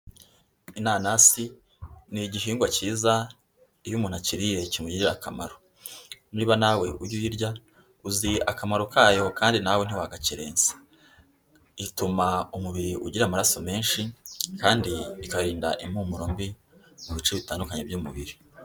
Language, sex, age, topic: Kinyarwanda, female, 18-24, agriculture